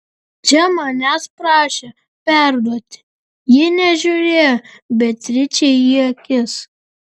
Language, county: Lithuanian, Vilnius